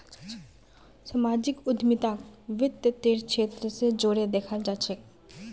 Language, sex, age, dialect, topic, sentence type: Magahi, female, 18-24, Northeastern/Surjapuri, banking, statement